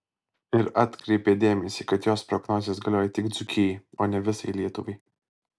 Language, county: Lithuanian, Alytus